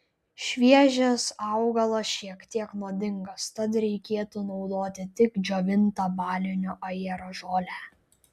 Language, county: Lithuanian, Klaipėda